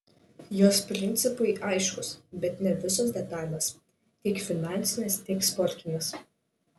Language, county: Lithuanian, Šiauliai